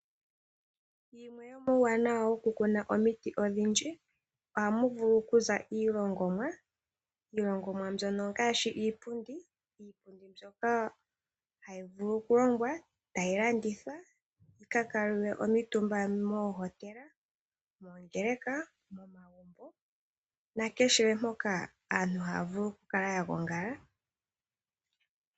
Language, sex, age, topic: Oshiwambo, female, 18-24, finance